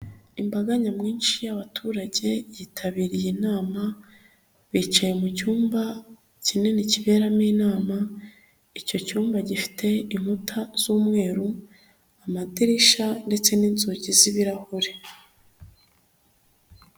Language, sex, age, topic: Kinyarwanda, female, 25-35, government